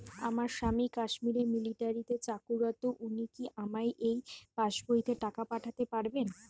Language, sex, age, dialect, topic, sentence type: Bengali, female, 25-30, Northern/Varendri, banking, question